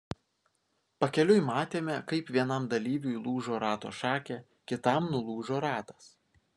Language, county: Lithuanian, Vilnius